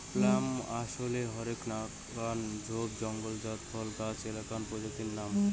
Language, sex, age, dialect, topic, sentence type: Bengali, male, 18-24, Rajbangshi, agriculture, statement